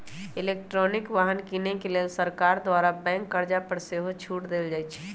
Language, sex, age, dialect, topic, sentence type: Magahi, male, 18-24, Western, banking, statement